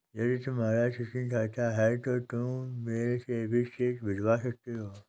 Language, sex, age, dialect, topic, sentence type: Hindi, male, 60-100, Kanauji Braj Bhasha, banking, statement